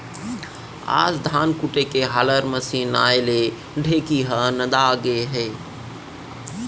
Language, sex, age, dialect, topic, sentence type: Chhattisgarhi, male, 25-30, Central, agriculture, statement